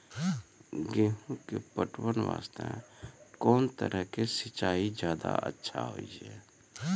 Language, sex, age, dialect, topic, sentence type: Maithili, male, 46-50, Angika, agriculture, question